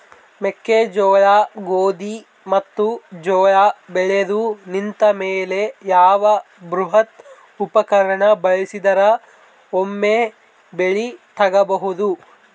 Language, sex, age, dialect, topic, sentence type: Kannada, male, 18-24, Northeastern, agriculture, question